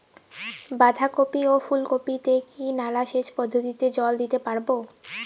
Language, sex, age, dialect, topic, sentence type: Bengali, female, 18-24, Rajbangshi, agriculture, question